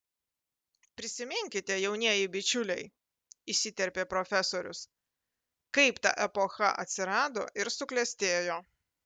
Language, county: Lithuanian, Panevėžys